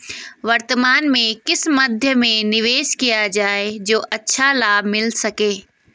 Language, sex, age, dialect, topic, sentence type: Hindi, female, 18-24, Garhwali, banking, question